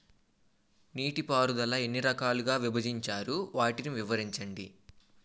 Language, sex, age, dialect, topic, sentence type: Telugu, male, 18-24, Utterandhra, agriculture, question